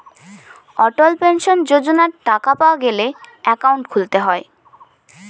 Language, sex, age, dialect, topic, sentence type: Bengali, male, 31-35, Northern/Varendri, banking, statement